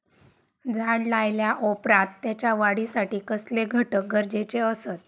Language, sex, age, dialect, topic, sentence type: Marathi, female, 31-35, Southern Konkan, agriculture, question